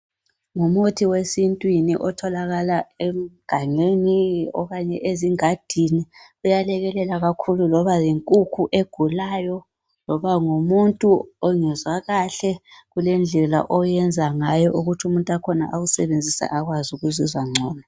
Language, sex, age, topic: North Ndebele, female, 18-24, health